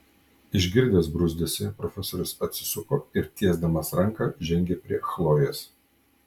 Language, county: Lithuanian, Kaunas